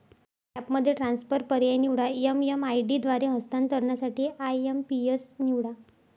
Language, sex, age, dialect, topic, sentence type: Marathi, female, 51-55, Northern Konkan, banking, statement